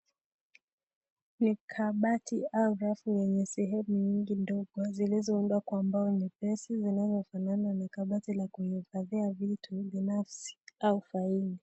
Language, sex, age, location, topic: Swahili, female, 18-24, Kisii, education